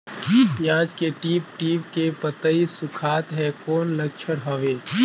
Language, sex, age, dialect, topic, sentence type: Chhattisgarhi, male, 25-30, Northern/Bhandar, agriculture, question